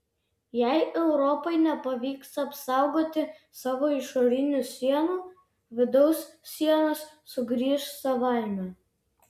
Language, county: Lithuanian, Vilnius